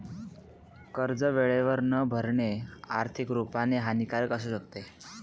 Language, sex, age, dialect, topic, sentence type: Marathi, male, 18-24, Northern Konkan, banking, statement